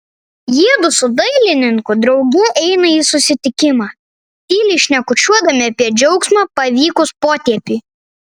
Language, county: Lithuanian, Vilnius